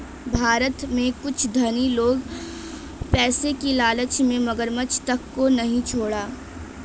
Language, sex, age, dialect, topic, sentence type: Hindi, female, 18-24, Hindustani Malvi Khadi Boli, agriculture, statement